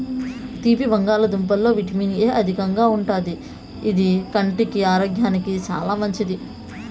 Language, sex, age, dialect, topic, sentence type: Telugu, female, 18-24, Southern, agriculture, statement